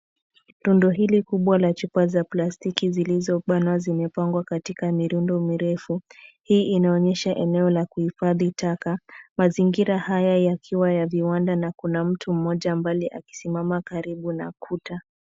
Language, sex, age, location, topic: Swahili, female, 25-35, Nairobi, government